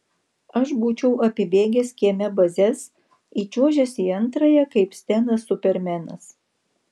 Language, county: Lithuanian, Vilnius